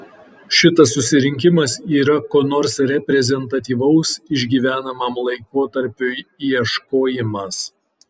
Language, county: Lithuanian, Kaunas